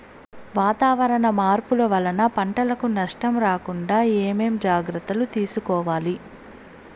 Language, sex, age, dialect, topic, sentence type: Telugu, female, 25-30, Southern, agriculture, question